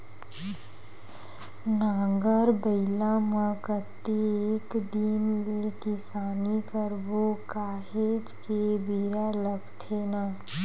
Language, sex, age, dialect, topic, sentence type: Chhattisgarhi, female, 18-24, Western/Budati/Khatahi, banking, statement